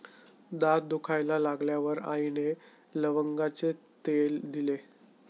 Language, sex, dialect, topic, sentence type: Marathi, male, Standard Marathi, agriculture, statement